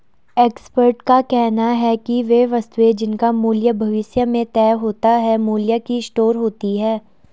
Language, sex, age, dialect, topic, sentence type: Hindi, female, 18-24, Garhwali, banking, statement